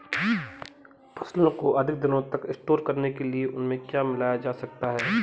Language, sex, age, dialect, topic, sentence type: Hindi, male, 25-30, Marwari Dhudhari, agriculture, question